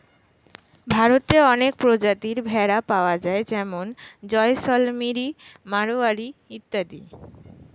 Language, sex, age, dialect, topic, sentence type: Bengali, female, 18-24, Standard Colloquial, agriculture, statement